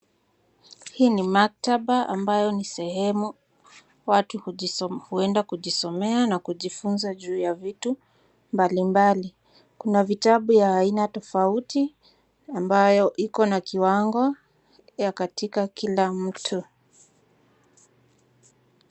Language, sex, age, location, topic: Swahili, female, 25-35, Nairobi, education